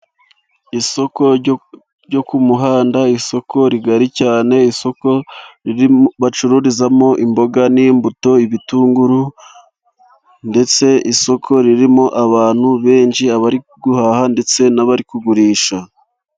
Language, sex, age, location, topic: Kinyarwanda, male, 25-35, Musanze, finance